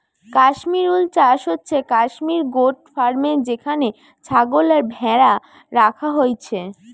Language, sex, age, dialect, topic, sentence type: Bengali, female, 18-24, Western, agriculture, statement